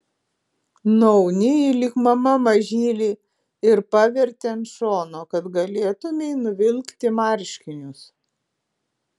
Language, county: Lithuanian, Alytus